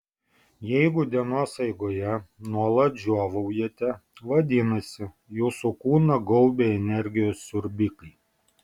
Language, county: Lithuanian, Vilnius